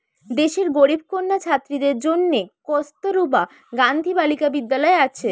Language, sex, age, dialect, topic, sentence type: Bengali, female, 18-24, Western, banking, statement